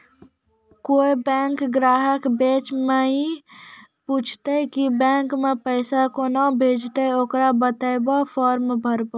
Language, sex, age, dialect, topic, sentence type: Maithili, female, 51-55, Angika, banking, question